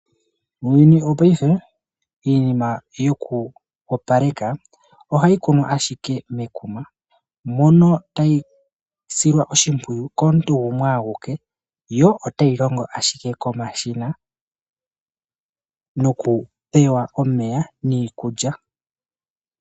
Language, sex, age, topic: Oshiwambo, male, 25-35, agriculture